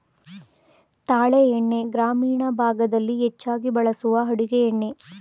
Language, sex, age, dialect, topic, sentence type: Kannada, female, 25-30, Mysore Kannada, agriculture, statement